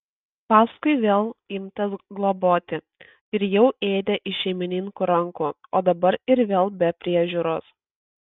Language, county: Lithuanian, Kaunas